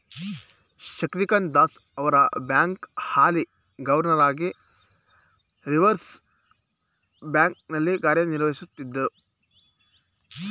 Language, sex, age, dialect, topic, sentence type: Kannada, male, 25-30, Mysore Kannada, banking, statement